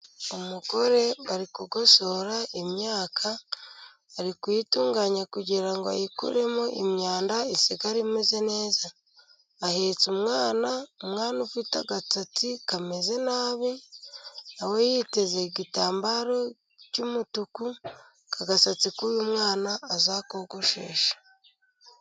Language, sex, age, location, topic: Kinyarwanda, female, 25-35, Musanze, agriculture